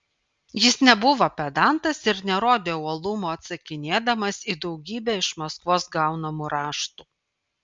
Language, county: Lithuanian, Vilnius